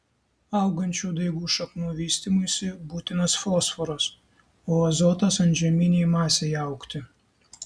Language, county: Lithuanian, Kaunas